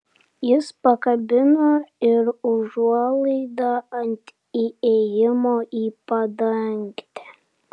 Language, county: Lithuanian, Kaunas